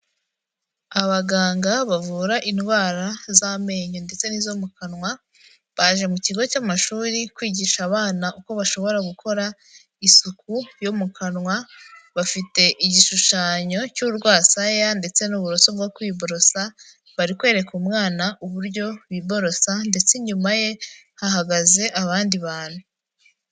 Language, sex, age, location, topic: Kinyarwanda, female, 18-24, Kigali, health